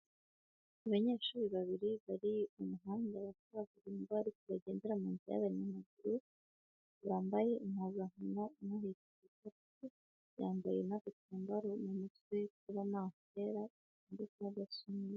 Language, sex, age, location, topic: Kinyarwanda, female, 25-35, Huye, education